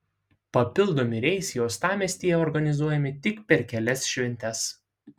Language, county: Lithuanian, Šiauliai